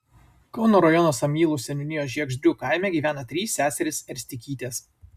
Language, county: Lithuanian, Vilnius